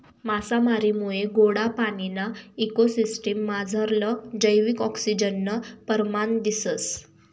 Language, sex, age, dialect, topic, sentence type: Marathi, female, 18-24, Northern Konkan, agriculture, statement